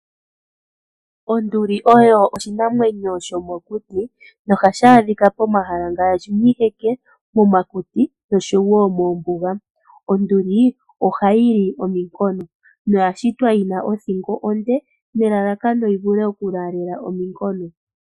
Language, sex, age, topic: Oshiwambo, female, 25-35, agriculture